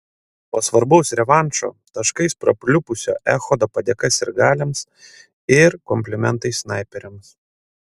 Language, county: Lithuanian, Panevėžys